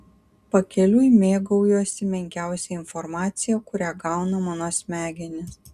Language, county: Lithuanian, Kaunas